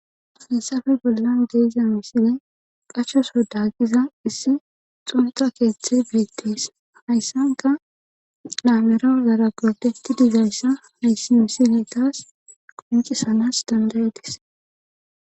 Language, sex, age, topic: Gamo, female, 25-35, government